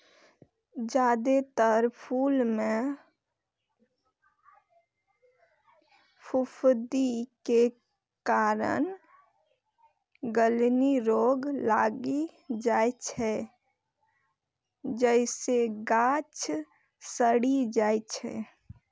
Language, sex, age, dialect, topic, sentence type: Maithili, female, 18-24, Eastern / Thethi, agriculture, statement